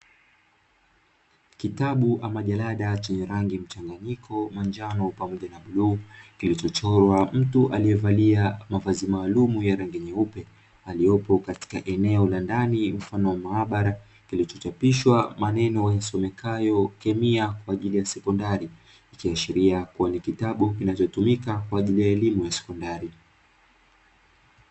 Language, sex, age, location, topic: Swahili, male, 25-35, Dar es Salaam, education